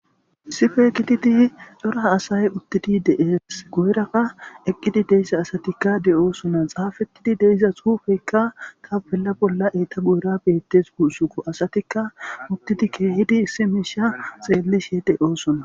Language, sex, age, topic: Gamo, male, 18-24, government